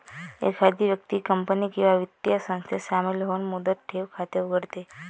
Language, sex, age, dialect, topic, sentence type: Marathi, female, 25-30, Varhadi, banking, statement